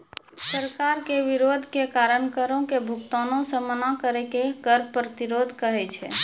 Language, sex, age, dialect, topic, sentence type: Maithili, female, 25-30, Angika, banking, statement